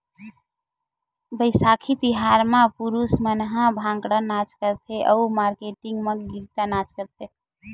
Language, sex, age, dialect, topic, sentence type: Chhattisgarhi, female, 18-24, Western/Budati/Khatahi, agriculture, statement